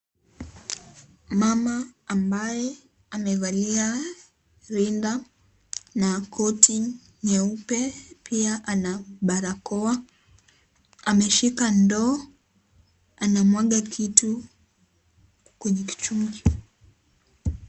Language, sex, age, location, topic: Swahili, female, 18-24, Kisii, agriculture